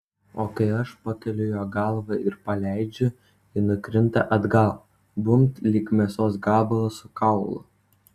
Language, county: Lithuanian, Utena